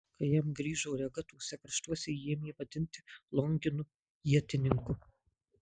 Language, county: Lithuanian, Marijampolė